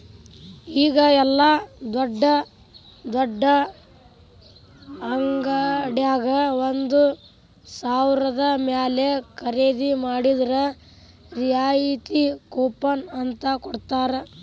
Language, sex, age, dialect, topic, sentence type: Kannada, male, 18-24, Dharwad Kannada, banking, statement